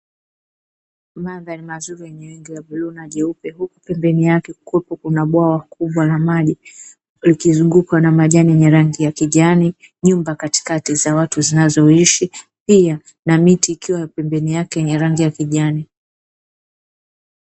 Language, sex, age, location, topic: Swahili, female, 36-49, Dar es Salaam, agriculture